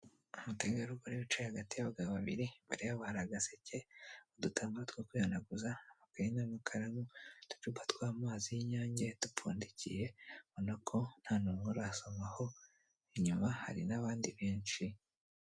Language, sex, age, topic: Kinyarwanda, male, 25-35, government